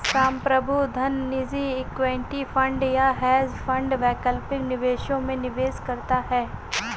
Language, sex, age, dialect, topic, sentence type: Hindi, female, 46-50, Marwari Dhudhari, banking, statement